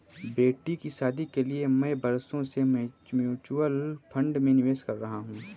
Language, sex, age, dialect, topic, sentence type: Hindi, male, 18-24, Kanauji Braj Bhasha, banking, statement